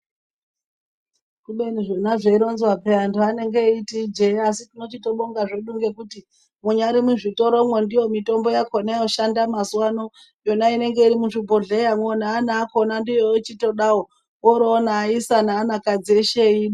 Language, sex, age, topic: Ndau, female, 25-35, health